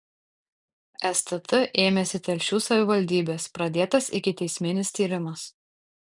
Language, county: Lithuanian, Tauragė